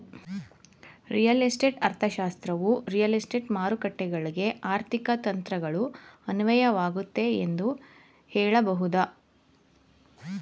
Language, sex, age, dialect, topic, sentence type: Kannada, female, 31-35, Mysore Kannada, banking, statement